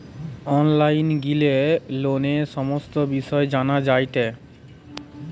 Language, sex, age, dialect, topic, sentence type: Bengali, male, 31-35, Western, banking, statement